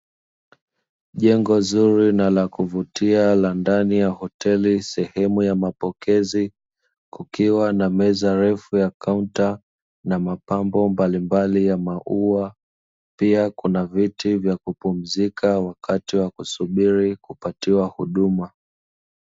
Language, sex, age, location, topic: Swahili, male, 25-35, Dar es Salaam, finance